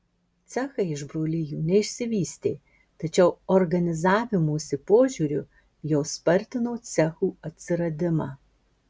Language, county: Lithuanian, Marijampolė